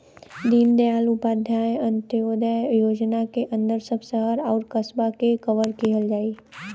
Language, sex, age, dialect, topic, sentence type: Bhojpuri, female, 18-24, Western, banking, statement